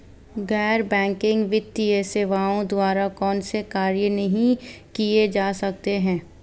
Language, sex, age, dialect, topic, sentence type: Hindi, female, 18-24, Marwari Dhudhari, banking, question